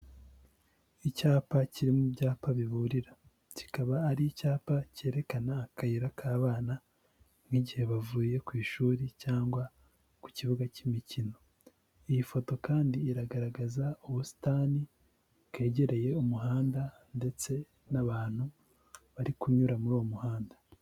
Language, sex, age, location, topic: Kinyarwanda, male, 18-24, Huye, government